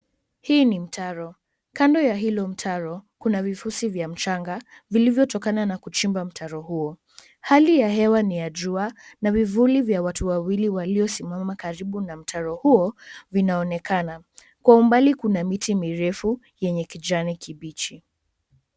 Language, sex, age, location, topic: Swahili, female, 18-24, Nairobi, government